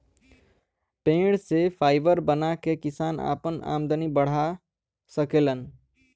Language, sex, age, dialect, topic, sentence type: Bhojpuri, male, 18-24, Western, agriculture, statement